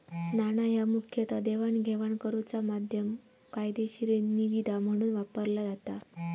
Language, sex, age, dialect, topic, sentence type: Marathi, female, 18-24, Southern Konkan, banking, statement